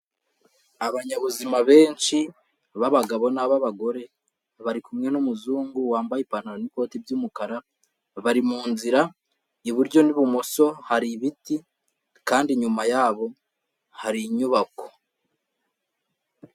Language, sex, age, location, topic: Kinyarwanda, male, 25-35, Kigali, health